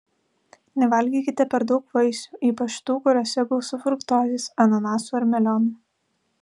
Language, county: Lithuanian, Alytus